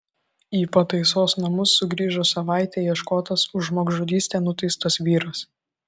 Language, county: Lithuanian, Telšiai